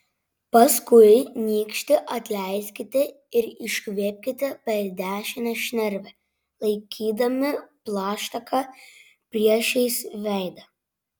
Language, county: Lithuanian, Vilnius